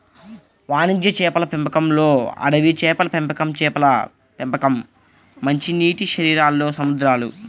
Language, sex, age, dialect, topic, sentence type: Telugu, male, 60-100, Central/Coastal, agriculture, statement